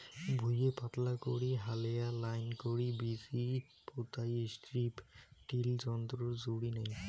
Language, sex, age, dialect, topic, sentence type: Bengali, male, 25-30, Rajbangshi, agriculture, statement